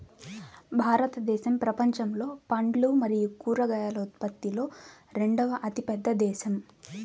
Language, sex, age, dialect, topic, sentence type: Telugu, female, 18-24, Southern, agriculture, statement